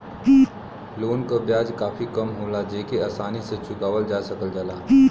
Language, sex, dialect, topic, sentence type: Bhojpuri, male, Western, banking, statement